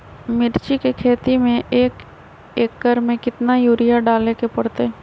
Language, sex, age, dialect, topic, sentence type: Magahi, female, 25-30, Western, agriculture, question